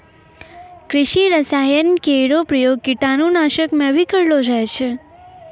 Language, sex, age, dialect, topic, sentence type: Maithili, female, 56-60, Angika, agriculture, statement